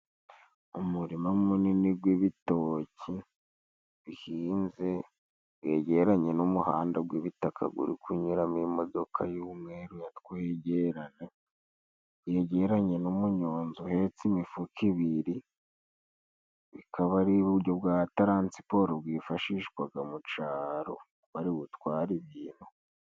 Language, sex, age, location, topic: Kinyarwanda, male, 18-24, Musanze, government